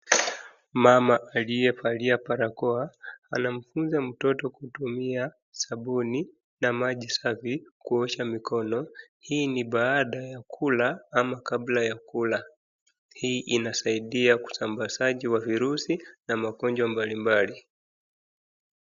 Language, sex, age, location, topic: Swahili, male, 25-35, Wajir, health